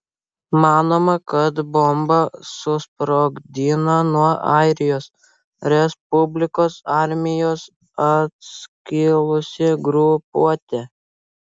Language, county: Lithuanian, Vilnius